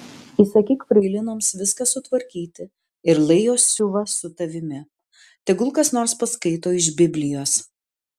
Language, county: Lithuanian, Vilnius